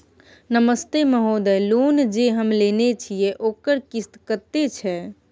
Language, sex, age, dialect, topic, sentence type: Maithili, female, 18-24, Bajjika, banking, question